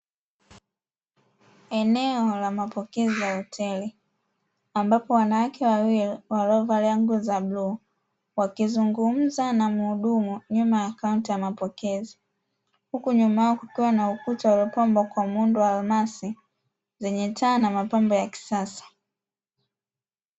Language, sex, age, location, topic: Swahili, female, 18-24, Dar es Salaam, finance